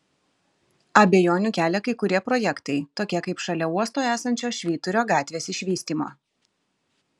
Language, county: Lithuanian, Kaunas